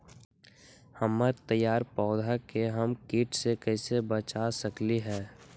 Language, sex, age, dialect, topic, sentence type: Magahi, male, 18-24, Western, agriculture, question